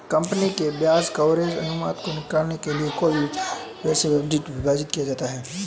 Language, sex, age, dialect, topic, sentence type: Hindi, male, 18-24, Marwari Dhudhari, banking, statement